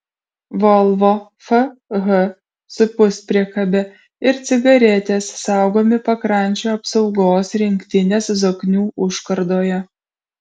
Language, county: Lithuanian, Kaunas